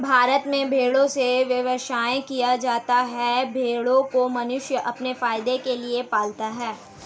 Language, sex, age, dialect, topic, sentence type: Hindi, female, 18-24, Hindustani Malvi Khadi Boli, agriculture, statement